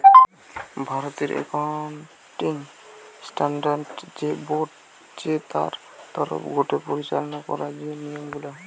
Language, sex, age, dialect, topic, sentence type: Bengali, male, 18-24, Western, banking, statement